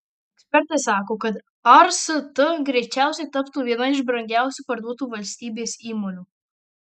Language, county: Lithuanian, Marijampolė